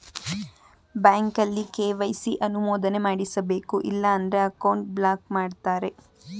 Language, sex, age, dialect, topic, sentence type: Kannada, female, 18-24, Mysore Kannada, banking, statement